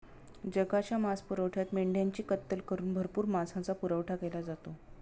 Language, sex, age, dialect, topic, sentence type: Marathi, female, 25-30, Standard Marathi, agriculture, statement